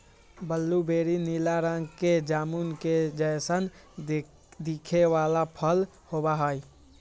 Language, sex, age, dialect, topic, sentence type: Magahi, male, 18-24, Western, agriculture, statement